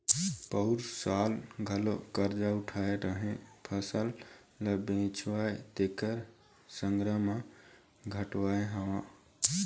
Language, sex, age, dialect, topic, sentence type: Chhattisgarhi, male, 18-24, Eastern, agriculture, statement